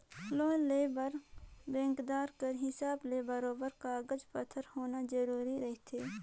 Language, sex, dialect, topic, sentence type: Chhattisgarhi, female, Northern/Bhandar, banking, statement